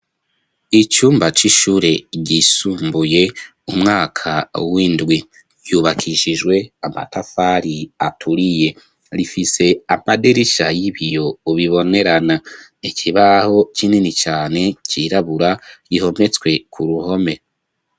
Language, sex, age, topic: Rundi, male, 25-35, education